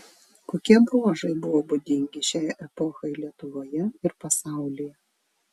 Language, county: Lithuanian, Vilnius